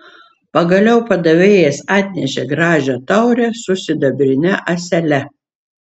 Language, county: Lithuanian, Šiauliai